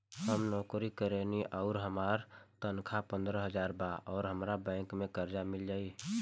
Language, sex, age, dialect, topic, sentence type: Bhojpuri, male, 18-24, Southern / Standard, banking, question